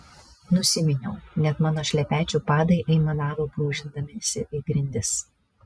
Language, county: Lithuanian, Vilnius